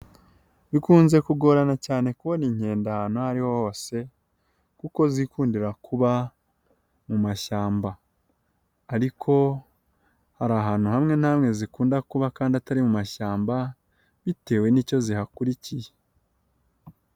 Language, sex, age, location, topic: Kinyarwanda, female, 18-24, Nyagatare, agriculture